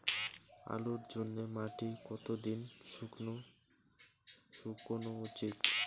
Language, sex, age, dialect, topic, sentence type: Bengali, male, 25-30, Rajbangshi, agriculture, question